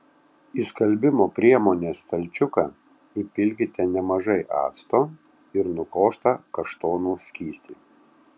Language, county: Lithuanian, Tauragė